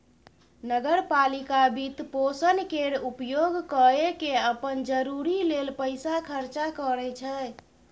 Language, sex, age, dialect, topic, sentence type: Maithili, female, 31-35, Bajjika, banking, statement